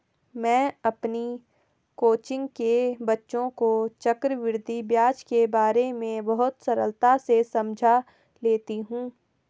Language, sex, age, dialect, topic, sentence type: Hindi, female, 18-24, Hindustani Malvi Khadi Boli, banking, statement